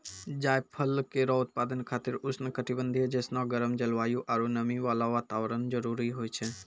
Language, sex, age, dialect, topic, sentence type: Maithili, male, 56-60, Angika, agriculture, statement